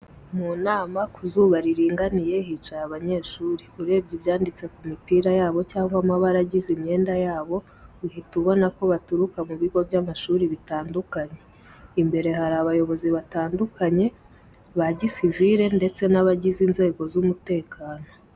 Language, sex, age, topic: Kinyarwanda, female, 18-24, education